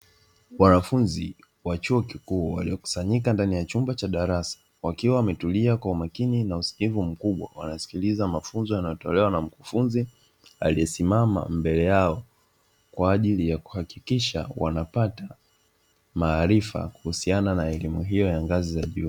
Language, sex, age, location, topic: Swahili, male, 25-35, Dar es Salaam, education